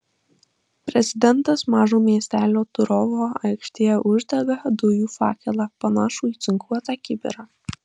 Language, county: Lithuanian, Marijampolė